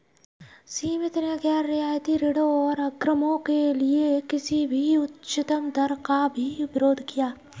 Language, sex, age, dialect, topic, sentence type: Hindi, female, 18-24, Kanauji Braj Bhasha, banking, statement